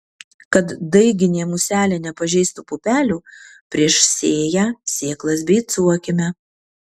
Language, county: Lithuanian, Kaunas